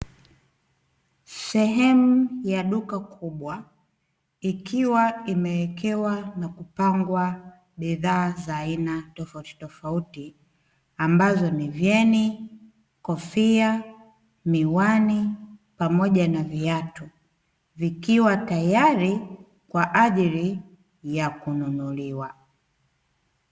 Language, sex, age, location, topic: Swahili, female, 25-35, Dar es Salaam, finance